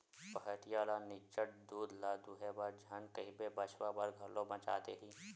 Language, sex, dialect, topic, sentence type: Chhattisgarhi, male, Western/Budati/Khatahi, agriculture, statement